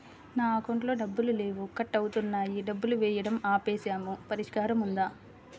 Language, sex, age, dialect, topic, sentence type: Telugu, female, 25-30, Central/Coastal, banking, question